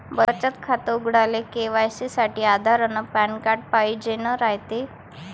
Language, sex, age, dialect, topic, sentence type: Marathi, female, 18-24, Varhadi, banking, statement